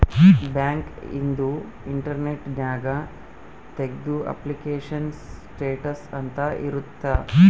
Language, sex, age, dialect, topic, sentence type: Kannada, male, 25-30, Central, banking, statement